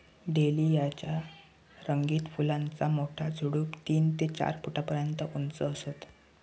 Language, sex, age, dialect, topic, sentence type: Marathi, male, 18-24, Northern Konkan, agriculture, statement